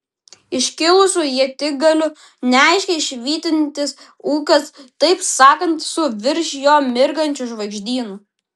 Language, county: Lithuanian, Vilnius